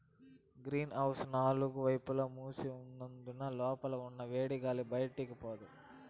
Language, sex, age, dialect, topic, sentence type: Telugu, male, 18-24, Southern, agriculture, statement